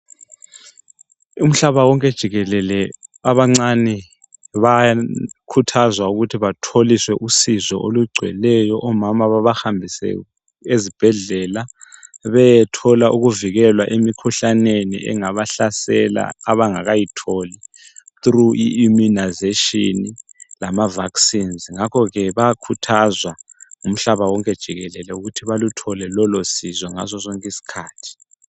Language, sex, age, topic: North Ndebele, male, 36-49, health